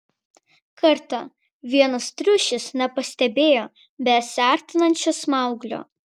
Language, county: Lithuanian, Vilnius